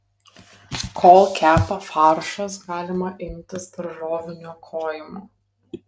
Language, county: Lithuanian, Kaunas